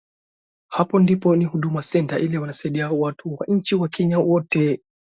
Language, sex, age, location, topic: Swahili, male, 36-49, Wajir, government